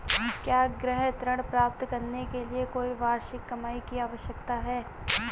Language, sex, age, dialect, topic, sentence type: Hindi, female, 18-24, Marwari Dhudhari, banking, question